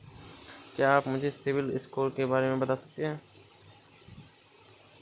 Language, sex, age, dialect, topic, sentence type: Hindi, male, 18-24, Awadhi Bundeli, banking, statement